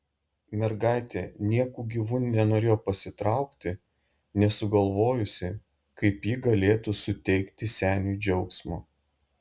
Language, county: Lithuanian, Šiauliai